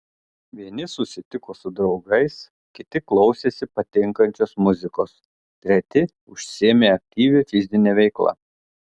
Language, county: Lithuanian, Telšiai